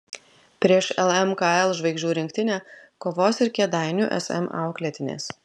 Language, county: Lithuanian, Klaipėda